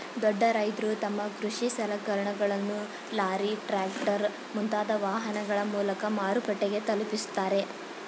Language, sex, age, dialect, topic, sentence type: Kannada, female, 18-24, Mysore Kannada, agriculture, statement